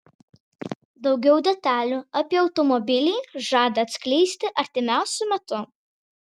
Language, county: Lithuanian, Vilnius